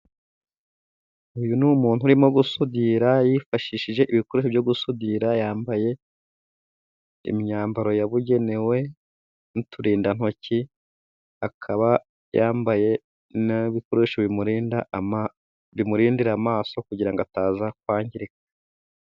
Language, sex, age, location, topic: Kinyarwanda, male, 25-35, Musanze, education